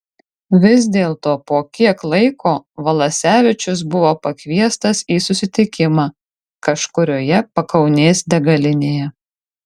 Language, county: Lithuanian, Kaunas